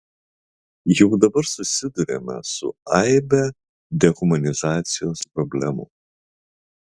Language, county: Lithuanian, Vilnius